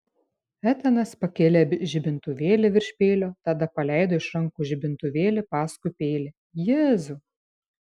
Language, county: Lithuanian, Šiauliai